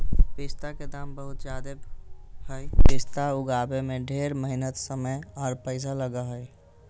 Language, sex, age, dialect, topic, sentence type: Magahi, male, 31-35, Southern, agriculture, statement